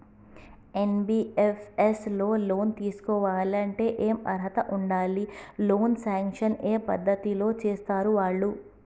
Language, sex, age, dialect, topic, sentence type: Telugu, female, 36-40, Telangana, banking, question